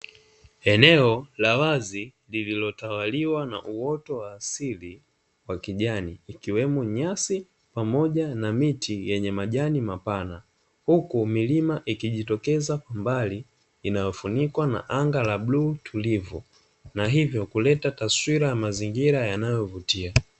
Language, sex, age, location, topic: Swahili, male, 25-35, Dar es Salaam, agriculture